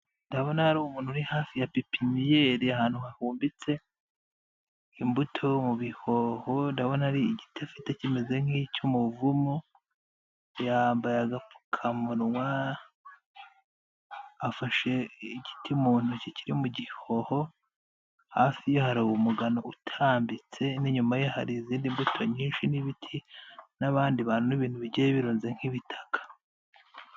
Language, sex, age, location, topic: Kinyarwanda, male, 25-35, Nyagatare, agriculture